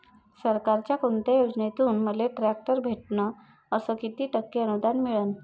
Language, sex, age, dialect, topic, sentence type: Marathi, female, 31-35, Varhadi, agriculture, question